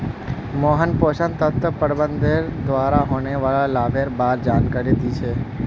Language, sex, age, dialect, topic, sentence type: Magahi, male, 25-30, Northeastern/Surjapuri, agriculture, statement